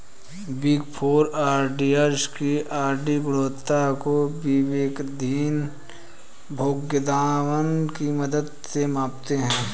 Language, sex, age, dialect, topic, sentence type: Hindi, male, 18-24, Hindustani Malvi Khadi Boli, banking, statement